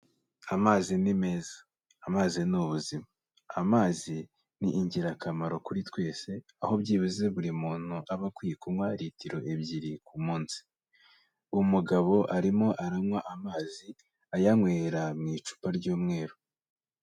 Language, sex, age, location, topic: Kinyarwanda, male, 18-24, Kigali, health